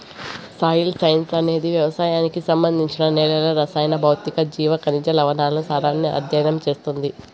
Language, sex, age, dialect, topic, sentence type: Telugu, male, 25-30, Southern, agriculture, statement